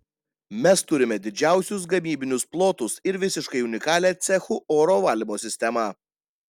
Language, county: Lithuanian, Panevėžys